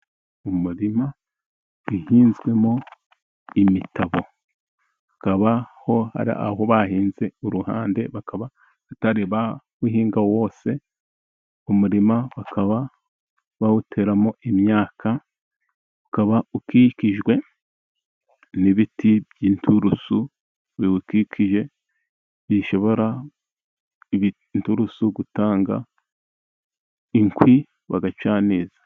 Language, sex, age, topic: Kinyarwanda, male, 36-49, agriculture